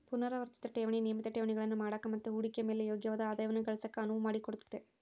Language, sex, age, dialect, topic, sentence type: Kannada, female, 41-45, Central, banking, statement